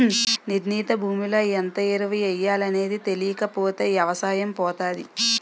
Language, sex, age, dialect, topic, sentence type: Telugu, female, 18-24, Utterandhra, agriculture, statement